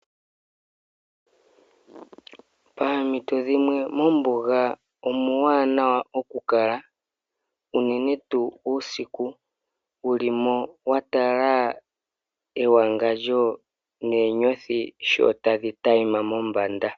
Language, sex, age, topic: Oshiwambo, male, 25-35, agriculture